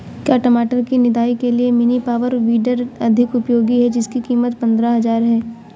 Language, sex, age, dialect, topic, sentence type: Hindi, female, 25-30, Awadhi Bundeli, agriculture, question